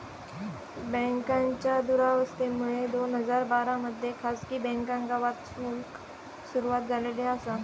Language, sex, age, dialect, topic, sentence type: Marathi, female, 18-24, Southern Konkan, banking, statement